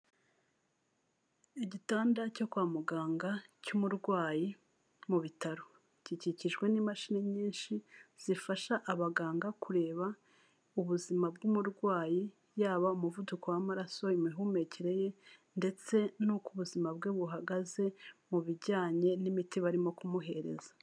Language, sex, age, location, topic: Kinyarwanda, female, 36-49, Kigali, health